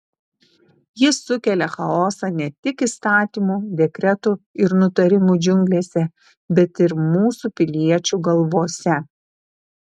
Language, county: Lithuanian, Šiauliai